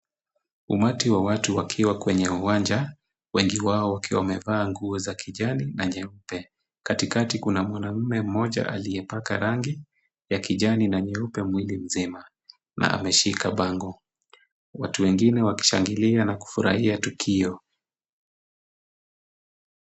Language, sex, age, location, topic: Swahili, male, 25-35, Kisumu, government